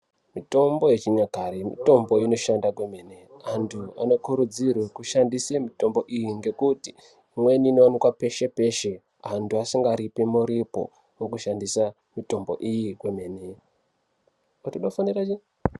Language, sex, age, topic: Ndau, male, 18-24, health